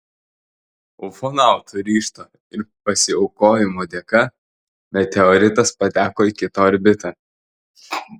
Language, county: Lithuanian, Telšiai